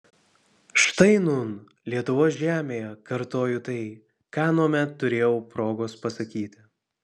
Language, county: Lithuanian, Vilnius